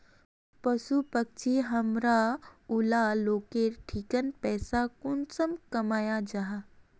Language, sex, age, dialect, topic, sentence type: Magahi, female, 41-45, Northeastern/Surjapuri, agriculture, question